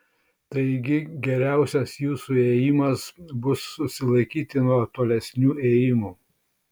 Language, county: Lithuanian, Šiauliai